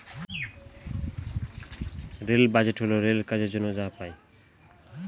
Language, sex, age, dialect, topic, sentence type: Bengali, male, 25-30, Northern/Varendri, banking, statement